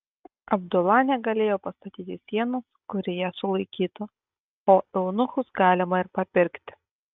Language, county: Lithuanian, Kaunas